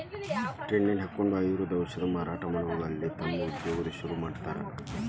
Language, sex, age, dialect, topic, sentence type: Kannada, male, 36-40, Dharwad Kannada, banking, statement